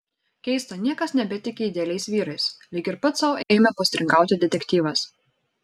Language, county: Lithuanian, Šiauliai